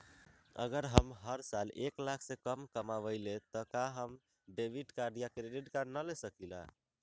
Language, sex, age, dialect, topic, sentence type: Magahi, male, 18-24, Western, banking, question